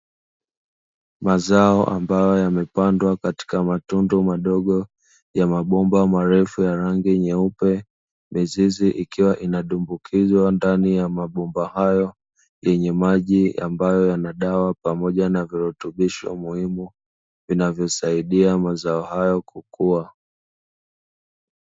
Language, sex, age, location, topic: Swahili, male, 25-35, Dar es Salaam, agriculture